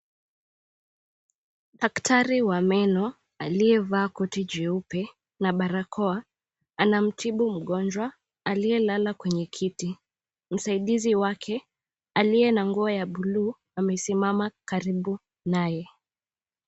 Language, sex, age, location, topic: Swahili, female, 18-24, Mombasa, health